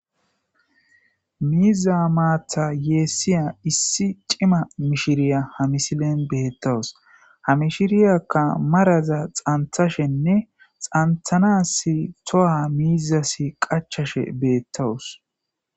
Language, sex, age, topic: Gamo, male, 18-24, agriculture